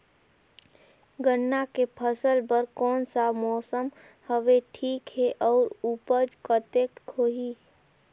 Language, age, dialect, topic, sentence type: Chhattisgarhi, 18-24, Northern/Bhandar, agriculture, question